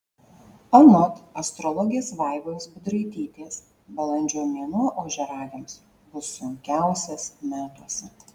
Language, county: Lithuanian, Marijampolė